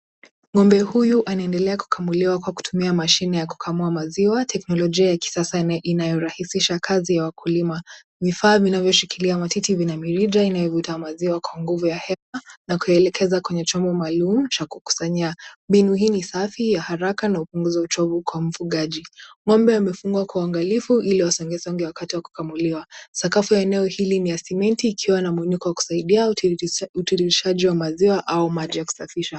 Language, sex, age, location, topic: Swahili, female, 18-24, Nakuru, agriculture